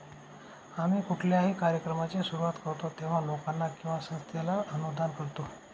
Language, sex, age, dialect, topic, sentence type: Marathi, male, 18-24, Northern Konkan, banking, statement